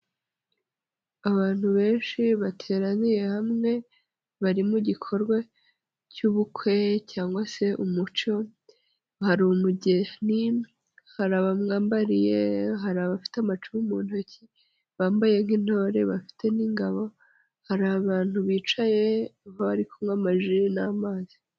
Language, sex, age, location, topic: Kinyarwanda, female, 25-35, Nyagatare, government